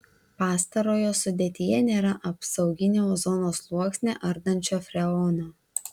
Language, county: Lithuanian, Vilnius